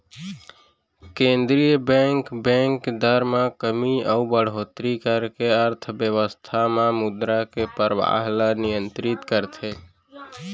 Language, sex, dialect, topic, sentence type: Chhattisgarhi, male, Central, banking, statement